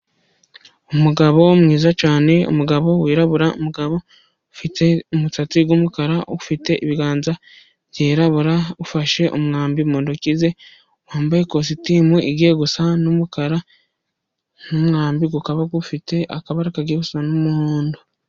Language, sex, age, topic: Kinyarwanda, female, 25-35, government